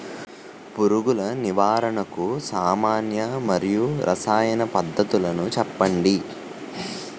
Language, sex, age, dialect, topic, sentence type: Telugu, male, 18-24, Utterandhra, agriculture, question